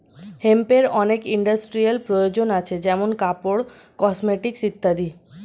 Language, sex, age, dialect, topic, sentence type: Bengali, female, 18-24, Standard Colloquial, agriculture, statement